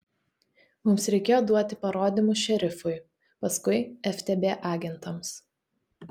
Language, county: Lithuanian, Telšiai